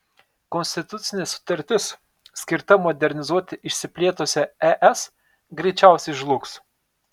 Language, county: Lithuanian, Telšiai